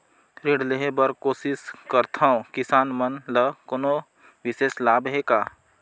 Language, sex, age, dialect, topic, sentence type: Chhattisgarhi, male, 25-30, Northern/Bhandar, agriculture, statement